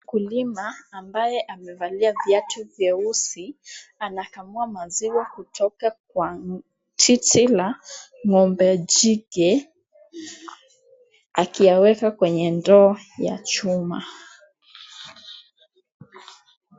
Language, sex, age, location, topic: Swahili, female, 18-24, Mombasa, agriculture